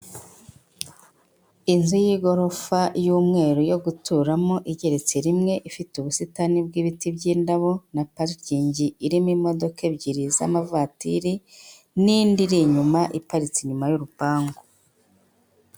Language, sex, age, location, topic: Kinyarwanda, female, 50+, Kigali, government